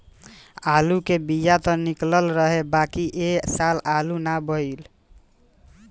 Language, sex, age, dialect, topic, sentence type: Bhojpuri, female, 51-55, Southern / Standard, agriculture, statement